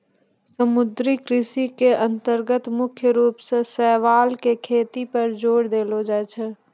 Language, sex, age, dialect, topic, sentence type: Maithili, female, 18-24, Angika, agriculture, statement